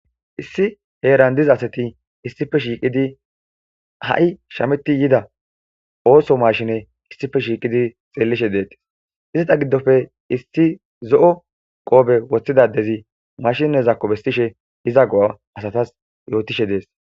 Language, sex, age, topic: Gamo, male, 25-35, agriculture